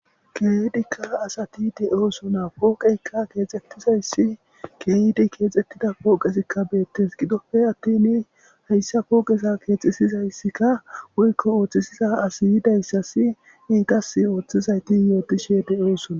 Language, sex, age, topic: Gamo, male, 18-24, government